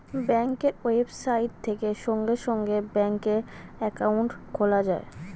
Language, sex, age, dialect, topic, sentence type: Bengali, female, 36-40, Standard Colloquial, banking, statement